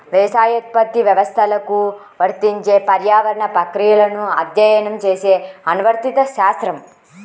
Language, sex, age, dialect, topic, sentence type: Telugu, female, 18-24, Central/Coastal, agriculture, statement